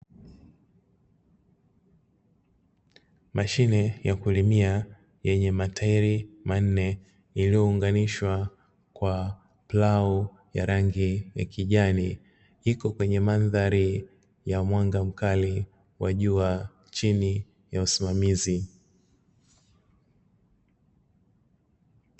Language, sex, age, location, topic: Swahili, male, 25-35, Dar es Salaam, agriculture